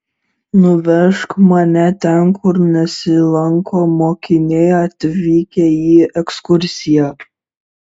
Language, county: Lithuanian, Šiauliai